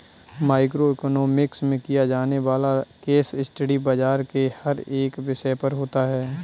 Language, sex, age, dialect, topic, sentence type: Hindi, male, 25-30, Kanauji Braj Bhasha, banking, statement